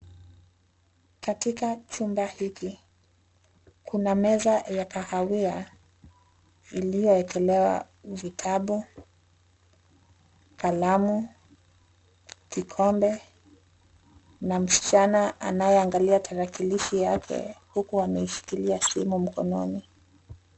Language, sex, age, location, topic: Swahili, female, 25-35, Nairobi, education